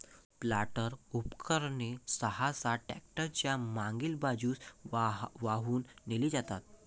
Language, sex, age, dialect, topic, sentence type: Marathi, male, 18-24, Varhadi, agriculture, statement